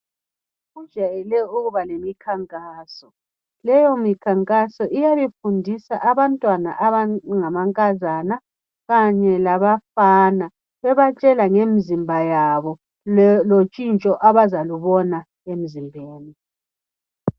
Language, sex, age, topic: North Ndebele, male, 18-24, health